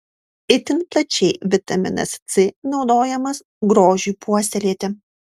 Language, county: Lithuanian, Marijampolė